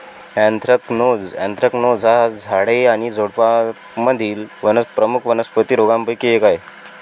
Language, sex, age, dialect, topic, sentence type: Marathi, male, 18-24, Varhadi, agriculture, statement